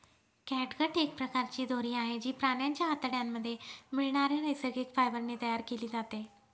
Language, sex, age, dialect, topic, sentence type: Marathi, female, 31-35, Northern Konkan, agriculture, statement